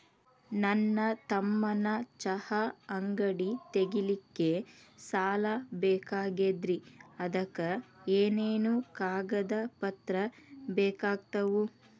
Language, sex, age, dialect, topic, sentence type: Kannada, female, 31-35, Dharwad Kannada, banking, question